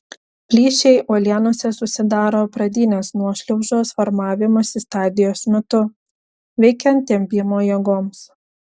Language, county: Lithuanian, Vilnius